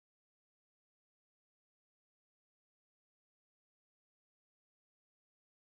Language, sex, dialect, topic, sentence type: Bhojpuri, female, Western, banking, statement